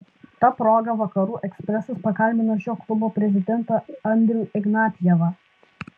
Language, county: Lithuanian, Alytus